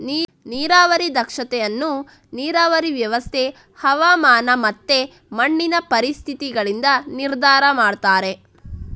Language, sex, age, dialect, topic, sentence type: Kannada, female, 60-100, Coastal/Dakshin, agriculture, statement